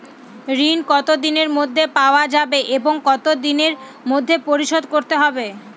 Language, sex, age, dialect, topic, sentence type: Bengali, female, 31-35, Northern/Varendri, banking, question